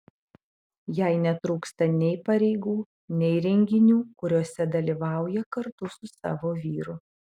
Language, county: Lithuanian, Utena